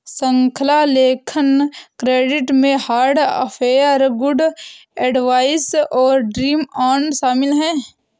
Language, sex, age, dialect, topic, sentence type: Hindi, female, 25-30, Awadhi Bundeli, banking, statement